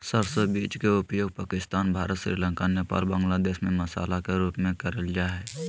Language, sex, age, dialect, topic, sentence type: Magahi, male, 18-24, Southern, agriculture, statement